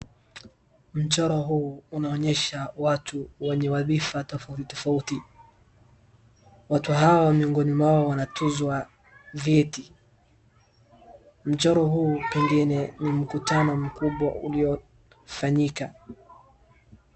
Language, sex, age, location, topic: Swahili, male, 18-24, Wajir, government